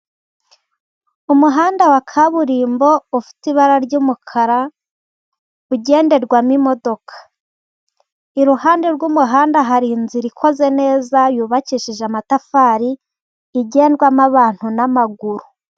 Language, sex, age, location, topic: Kinyarwanda, female, 18-24, Gakenke, government